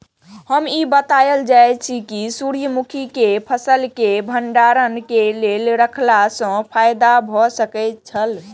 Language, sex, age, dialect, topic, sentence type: Maithili, female, 18-24, Eastern / Thethi, agriculture, question